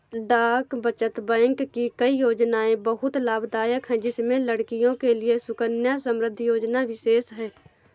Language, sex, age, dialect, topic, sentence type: Hindi, female, 18-24, Awadhi Bundeli, banking, statement